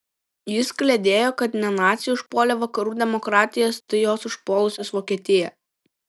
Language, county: Lithuanian, Šiauliai